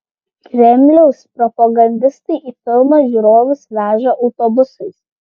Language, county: Lithuanian, Klaipėda